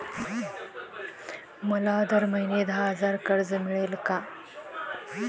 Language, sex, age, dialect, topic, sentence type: Marathi, female, 18-24, Standard Marathi, banking, question